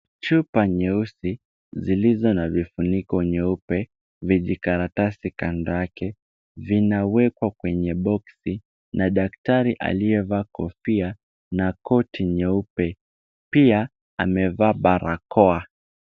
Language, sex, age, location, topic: Swahili, male, 18-24, Kisumu, health